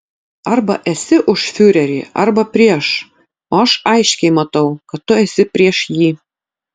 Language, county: Lithuanian, Utena